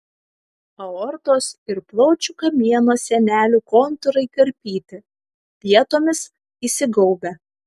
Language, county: Lithuanian, Kaunas